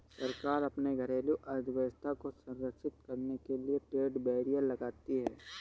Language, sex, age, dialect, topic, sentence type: Hindi, male, 31-35, Awadhi Bundeli, banking, statement